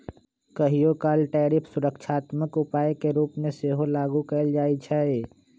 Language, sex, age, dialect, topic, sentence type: Magahi, male, 25-30, Western, banking, statement